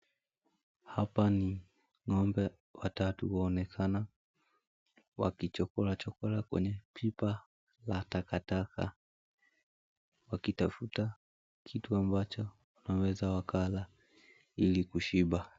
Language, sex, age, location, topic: Swahili, male, 18-24, Mombasa, agriculture